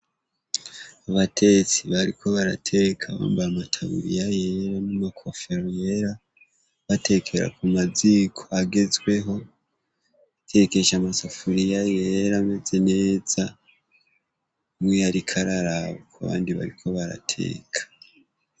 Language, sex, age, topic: Rundi, male, 18-24, education